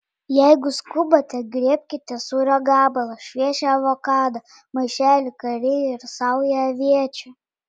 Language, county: Lithuanian, Panevėžys